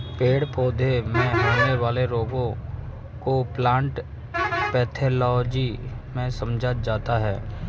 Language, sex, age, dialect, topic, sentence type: Hindi, male, 36-40, Marwari Dhudhari, agriculture, statement